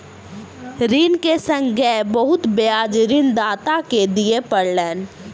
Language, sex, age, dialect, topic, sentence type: Maithili, female, 25-30, Southern/Standard, banking, statement